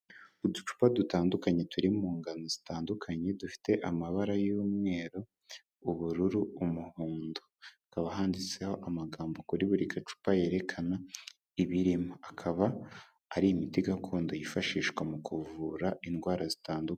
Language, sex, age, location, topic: Kinyarwanda, male, 18-24, Kigali, health